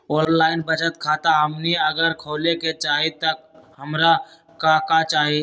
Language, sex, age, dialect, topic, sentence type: Magahi, male, 18-24, Western, banking, question